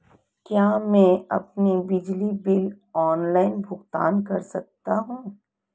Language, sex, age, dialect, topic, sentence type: Hindi, female, 36-40, Marwari Dhudhari, banking, question